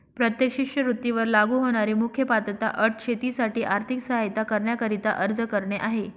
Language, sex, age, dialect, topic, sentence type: Marathi, female, 36-40, Northern Konkan, agriculture, statement